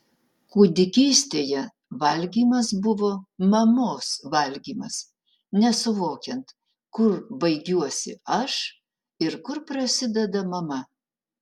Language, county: Lithuanian, Utena